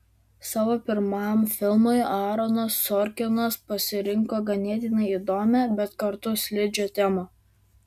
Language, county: Lithuanian, Vilnius